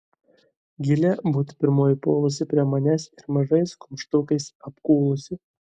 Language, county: Lithuanian, Vilnius